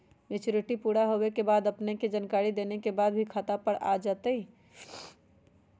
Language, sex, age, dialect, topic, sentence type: Magahi, female, 36-40, Western, banking, question